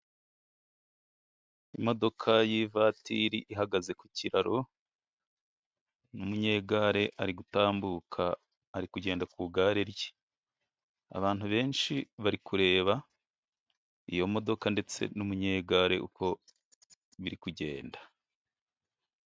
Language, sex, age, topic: Kinyarwanda, male, 36-49, government